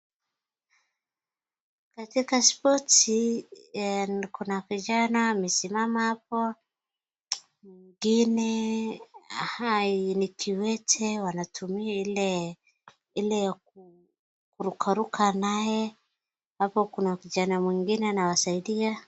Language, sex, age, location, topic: Swahili, female, 25-35, Wajir, education